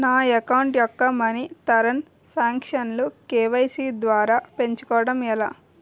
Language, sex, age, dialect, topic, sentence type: Telugu, female, 18-24, Utterandhra, banking, question